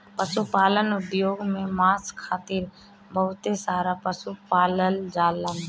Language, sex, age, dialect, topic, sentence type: Bhojpuri, female, 25-30, Northern, agriculture, statement